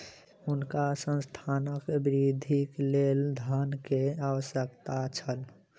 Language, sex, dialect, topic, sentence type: Maithili, male, Southern/Standard, banking, statement